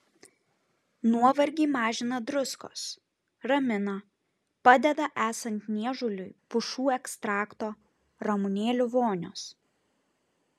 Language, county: Lithuanian, Šiauliai